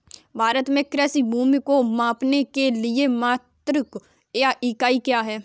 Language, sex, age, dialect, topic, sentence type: Hindi, female, 46-50, Kanauji Braj Bhasha, agriculture, question